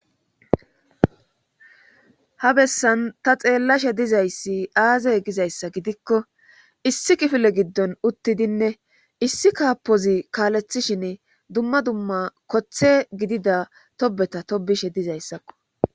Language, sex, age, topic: Gamo, female, 25-35, government